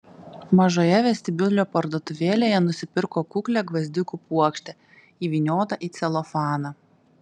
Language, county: Lithuanian, Kaunas